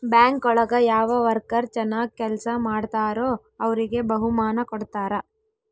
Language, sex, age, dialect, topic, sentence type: Kannada, female, 25-30, Central, banking, statement